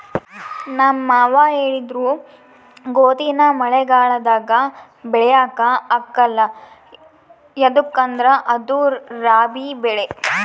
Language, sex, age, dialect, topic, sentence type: Kannada, female, 18-24, Central, agriculture, statement